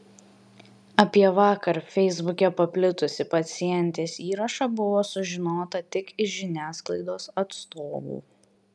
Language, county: Lithuanian, Vilnius